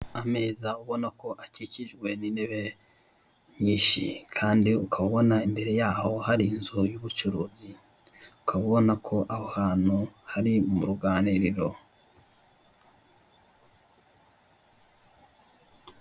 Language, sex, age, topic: Kinyarwanda, male, 18-24, finance